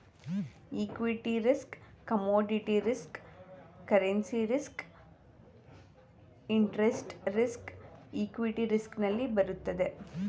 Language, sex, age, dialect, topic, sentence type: Kannada, female, 18-24, Mysore Kannada, banking, statement